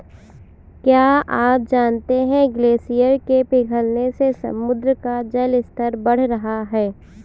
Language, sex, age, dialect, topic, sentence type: Hindi, female, 18-24, Kanauji Braj Bhasha, agriculture, statement